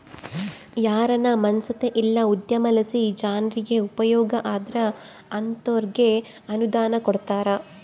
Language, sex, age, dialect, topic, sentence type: Kannada, female, 31-35, Central, banking, statement